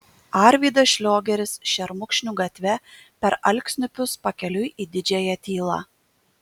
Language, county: Lithuanian, Kaunas